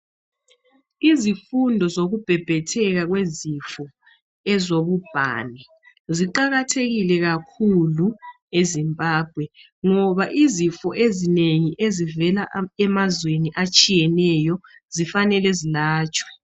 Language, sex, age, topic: North Ndebele, male, 36-49, health